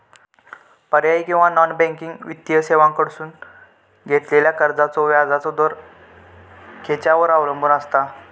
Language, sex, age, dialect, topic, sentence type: Marathi, male, 18-24, Southern Konkan, banking, question